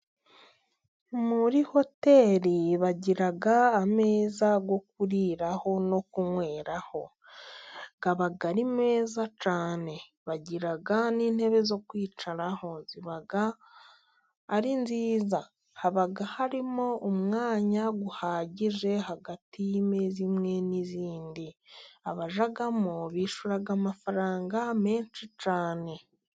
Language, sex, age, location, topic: Kinyarwanda, female, 18-24, Musanze, finance